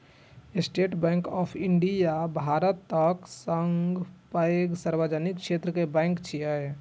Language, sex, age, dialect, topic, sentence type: Maithili, female, 18-24, Eastern / Thethi, banking, statement